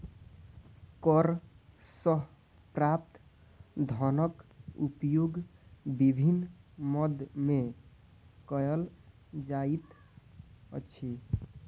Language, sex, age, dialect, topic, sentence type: Maithili, male, 18-24, Southern/Standard, banking, statement